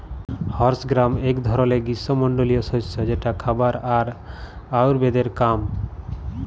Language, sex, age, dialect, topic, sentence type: Bengali, male, 25-30, Jharkhandi, agriculture, statement